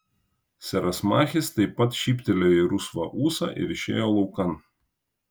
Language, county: Lithuanian, Kaunas